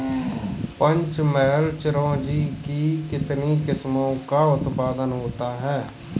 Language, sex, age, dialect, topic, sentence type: Hindi, male, 25-30, Kanauji Braj Bhasha, agriculture, statement